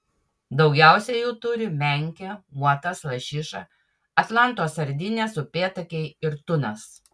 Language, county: Lithuanian, Utena